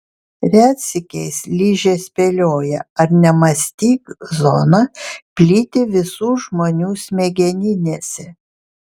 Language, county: Lithuanian, Vilnius